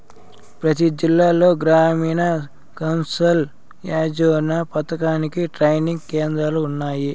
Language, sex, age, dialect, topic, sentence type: Telugu, male, 56-60, Southern, banking, statement